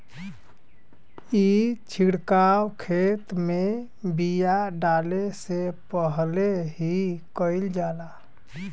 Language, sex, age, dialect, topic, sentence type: Bhojpuri, male, 25-30, Western, agriculture, statement